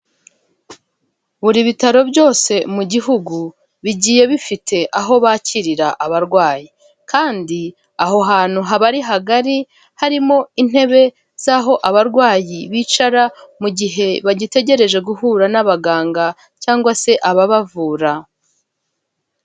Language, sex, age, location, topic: Kinyarwanda, female, 25-35, Kigali, finance